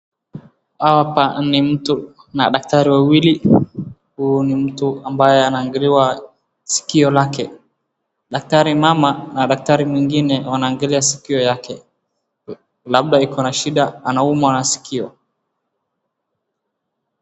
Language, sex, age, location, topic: Swahili, female, 36-49, Wajir, health